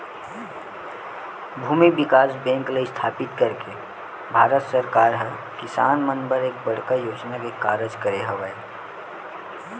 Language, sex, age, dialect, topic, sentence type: Chhattisgarhi, male, 18-24, Western/Budati/Khatahi, banking, statement